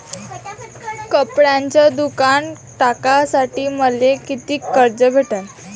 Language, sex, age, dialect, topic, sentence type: Marathi, female, 18-24, Varhadi, banking, question